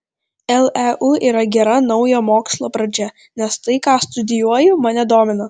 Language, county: Lithuanian, Vilnius